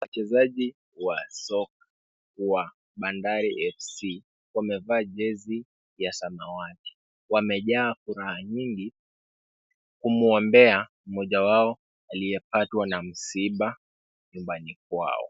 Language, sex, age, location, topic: Swahili, male, 25-35, Kisumu, government